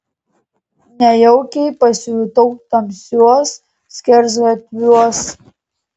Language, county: Lithuanian, Panevėžys